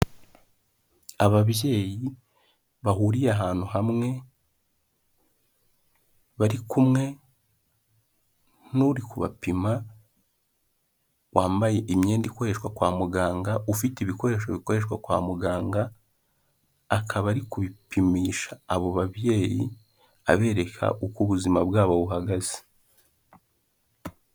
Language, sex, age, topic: Kinyarwanda, male, 18-24, health